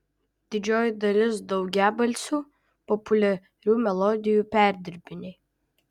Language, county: Lithuanian, Vilnius